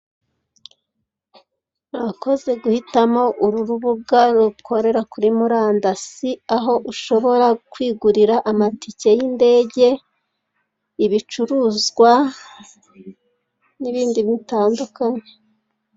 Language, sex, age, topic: Kinyarwanda, female, 36-49, finance